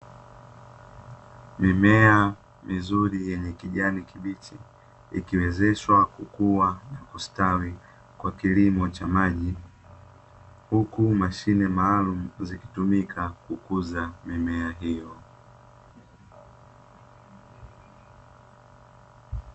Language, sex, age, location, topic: Swahili, male, 18-24, Dar es Salaam, agriculture